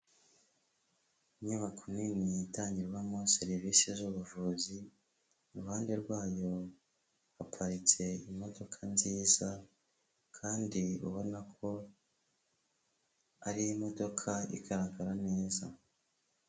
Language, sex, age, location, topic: Kinyarwanda, male, 25-35, Huye, health